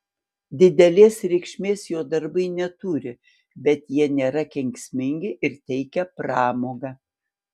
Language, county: Lithuanian, Panevėžys